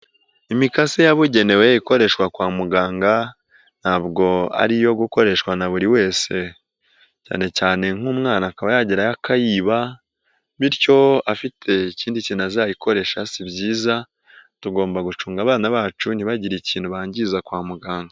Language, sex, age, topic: Kinyarwanda, male, 18-24, health